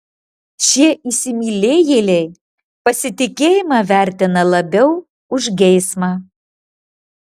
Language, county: Lithuanian, Marijampolė